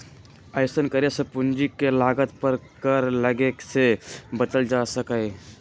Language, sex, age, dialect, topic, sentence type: Magahi, male, 18-24, Western, banking, statement